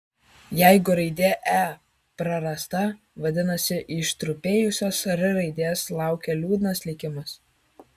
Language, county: Lithuanian, Kaunas